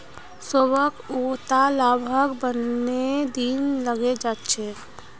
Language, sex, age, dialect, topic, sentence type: Magahi, female, 18-24, Northeastern/Surjapuri, agriculture, statement